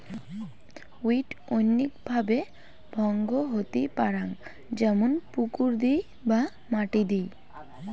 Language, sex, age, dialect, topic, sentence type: Bengali, female, <18, Rajbangshi, agriculture, statement